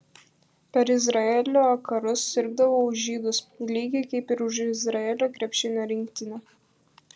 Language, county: Lithuanian, Kaunas